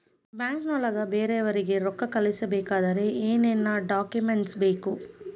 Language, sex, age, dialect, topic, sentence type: Kannada, female, 18-24, Dharwad Kannada, banking, question